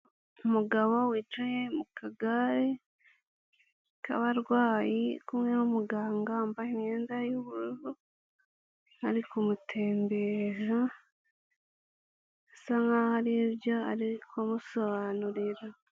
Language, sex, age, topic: Kinyarwanda, female, 18-24, health